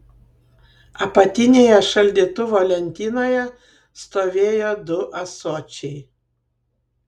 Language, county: Lithuanian, Kaunas